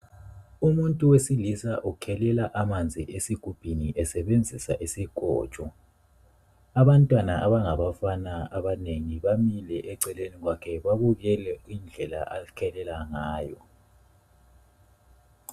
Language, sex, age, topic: North Ndebele, male, 25-35, health